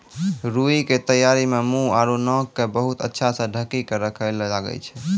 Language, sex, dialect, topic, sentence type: Maithili, male, Angika, agriculture, statement